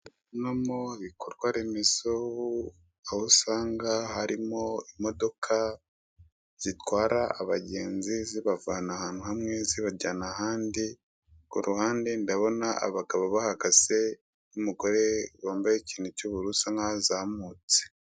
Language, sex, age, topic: Kinyarwanda, male, 25-35, government